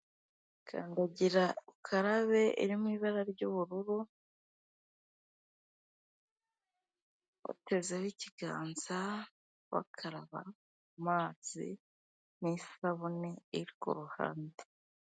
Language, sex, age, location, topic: Kinyarwanda, female, 25-35, Kigali, health